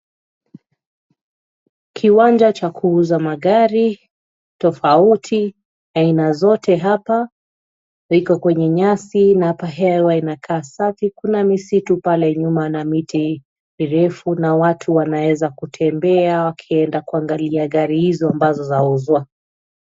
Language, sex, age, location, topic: Swahili, female, 36-49, Nairobi, finance